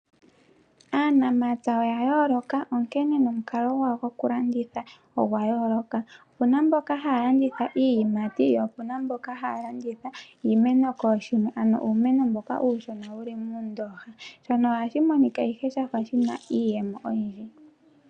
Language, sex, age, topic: Oshiwambo, female, 18-24, agriculture